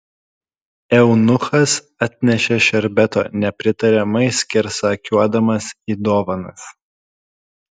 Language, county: Lithuanian, Kaunas